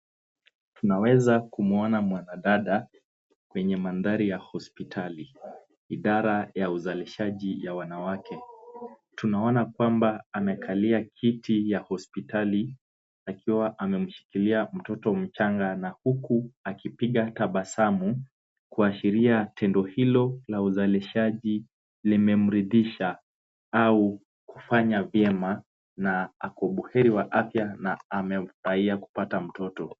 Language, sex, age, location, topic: Swahili, male, 18-24, Nakuru, health